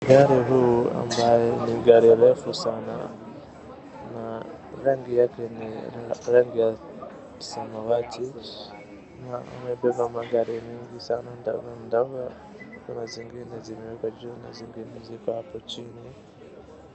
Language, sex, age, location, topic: Swahili, male, 25-35, Wajir, finance